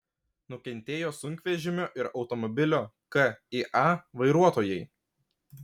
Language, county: Lithuanian, Kaunas